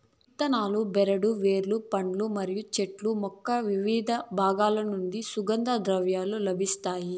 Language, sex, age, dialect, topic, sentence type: Telugu, female, 25-30, Southern, agriculture, statement